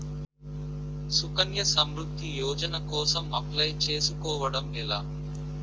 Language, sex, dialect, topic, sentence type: Telugu, male, Utterandhra, banking, question